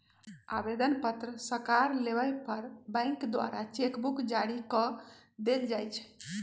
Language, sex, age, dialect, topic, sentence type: Magahi, male, 18-24, Western, banking, statement